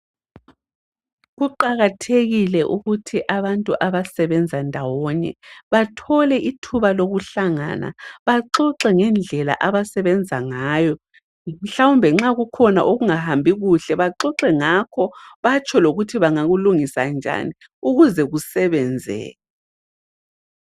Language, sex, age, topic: North Ndebele, female, 36-49, health